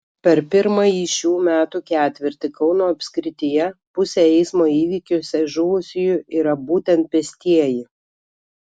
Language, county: Lithuanian, Kaunas